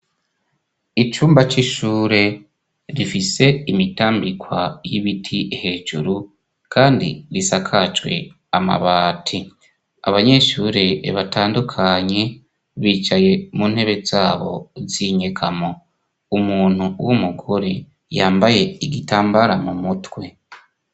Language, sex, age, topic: Rundi, male, 25-35, education